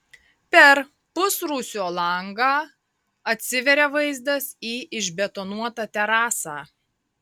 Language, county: Lithuanian, Marijampolė